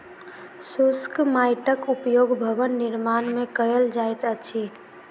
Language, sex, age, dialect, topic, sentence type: Maithili, female, 18-24, Southern/Standard, agriculture, statement